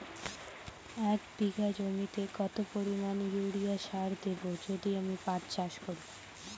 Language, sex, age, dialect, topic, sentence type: Bengali, female, <18, Rajbangshi, agriculture, question